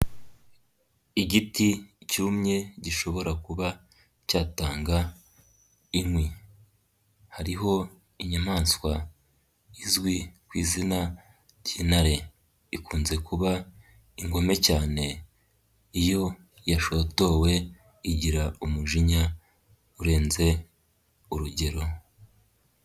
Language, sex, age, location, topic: Kinyarwanda, female, 50+, Nyagatare, agriculture